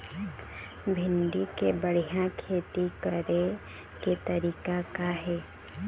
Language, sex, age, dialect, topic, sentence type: Chhattisgarhi, female, 18-24, Eastern, agriculture, question